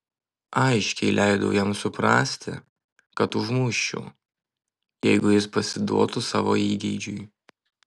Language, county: Lithuanian, Utena